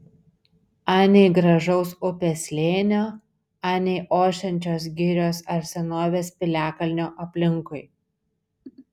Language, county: Lithuanian, Šiauliai